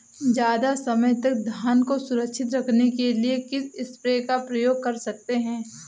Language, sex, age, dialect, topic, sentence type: Hindi, female, 18-24, Marwari Dhudhari, agriculture, question